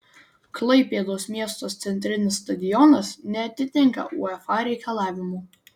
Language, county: Lithuanian, Vilnius